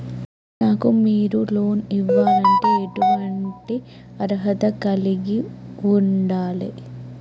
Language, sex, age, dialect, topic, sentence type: Telugu, female, 18-24, Telangana, banking, question